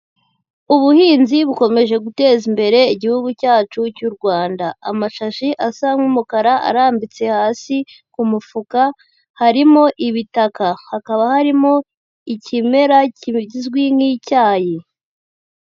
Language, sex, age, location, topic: Kinyarwanda, female, 18-24, Huye, agriculture